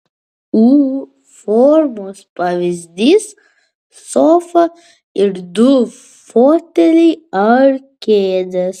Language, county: Lithuanian, Vilnius